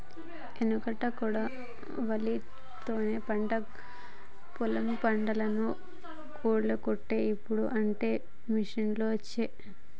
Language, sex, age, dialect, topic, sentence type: Telugu, female, 25-30, Telangana, agriculture, statement